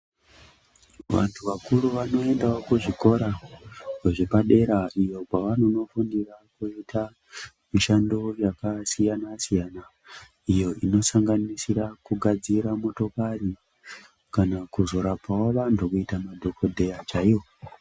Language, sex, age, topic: Ndau, male, 18-24, education